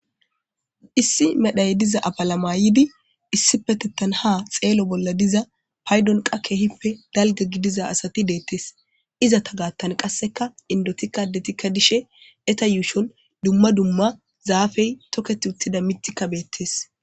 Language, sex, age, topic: Gamo, female, 25-35, government